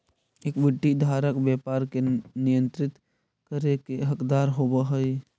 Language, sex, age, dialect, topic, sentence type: Magahi, male, 18-24, Central/Standard, banking, statement